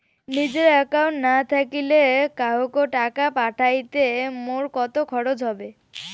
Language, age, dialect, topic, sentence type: Bengali, <18, Rajbangshi, banking, question